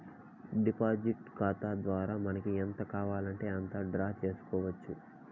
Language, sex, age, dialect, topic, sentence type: Telugu, male, 25-30, Southern, banking, statement